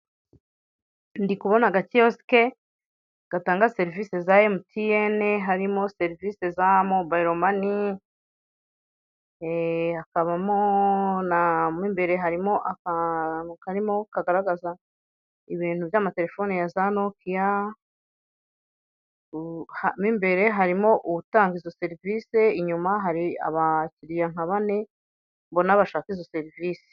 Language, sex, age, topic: Kinyarwanda, female, 36-49, finance